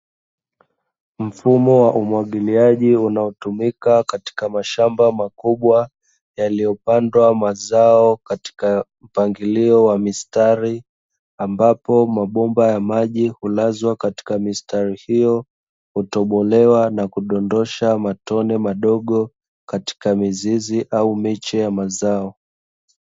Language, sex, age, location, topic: Swahili, male, 25-35, Dar es Salaam, agriculture